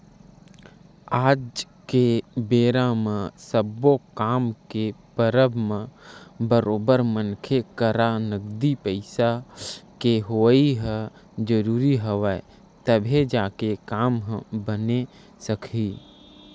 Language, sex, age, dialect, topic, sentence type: Chhattisgarhi, male, 25-30, Western/Budati/Khatahi, banking, statement